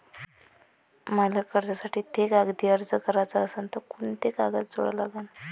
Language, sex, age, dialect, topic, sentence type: Marathi, female, 25-30, Varhadi, banking, question